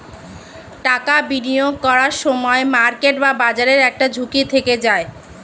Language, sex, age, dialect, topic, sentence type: Bengali, female, 25-30, Standard Colloquial, banking, statement